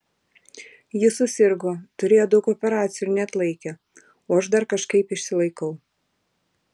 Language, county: Lithuanian, Vilnius